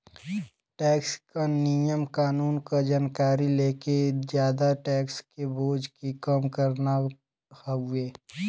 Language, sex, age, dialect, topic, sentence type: Bhojpuri, male, <18, Western, banking, statement